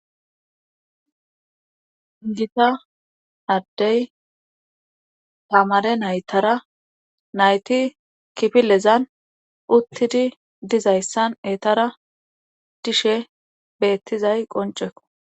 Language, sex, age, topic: Gamo, female, 18-24, government